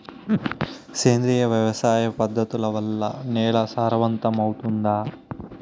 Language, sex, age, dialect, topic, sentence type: Telugu, male, 25-30, Southern, agriculture, question